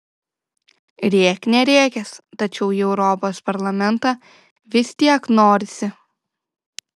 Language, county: Lithuanian, Kaunas